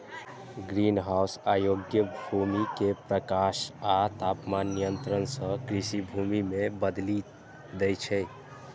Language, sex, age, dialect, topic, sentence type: Maithili, male, 25-30, Eastern / Thethi, agriculture, statement